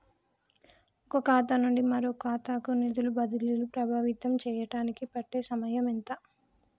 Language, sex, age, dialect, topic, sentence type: Telugu, male, 18-24, Telangana, banking, question